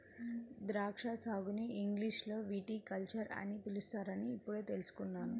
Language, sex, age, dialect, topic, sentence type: Telugu, female, 25-30, Central/Coastal, agriculture, statement